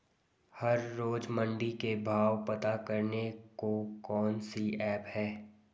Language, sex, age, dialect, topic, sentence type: Hindi, male, 18-24, Garhwali, agriculture, question